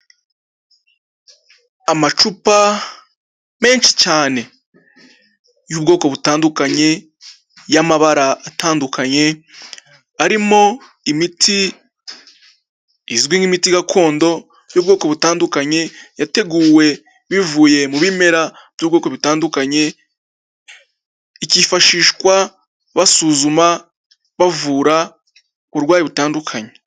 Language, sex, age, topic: Kinyarwanda, male, 25-35, health